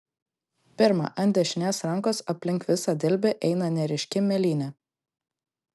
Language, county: Lithuanian, Klaipėda